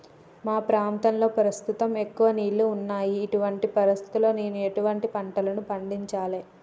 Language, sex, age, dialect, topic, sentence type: Telugu, female, 18-24, Telangana, agriculture, question